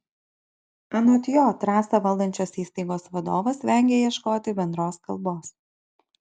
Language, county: Lithuanian, Kaunas